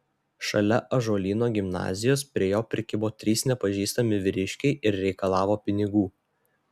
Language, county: Lithuanian, Telšiai